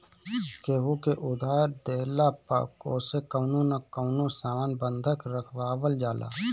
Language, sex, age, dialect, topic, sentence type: Bhojpuri, male, 25-30, Northern, banking, statement